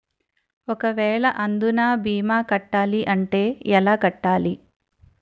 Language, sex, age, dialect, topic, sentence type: Telugu, female, 41-45, Utterandhra, banking, question